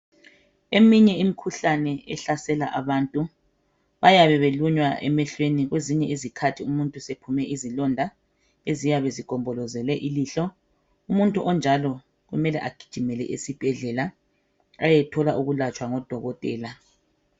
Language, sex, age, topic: North Ndebele, male, 36-49, health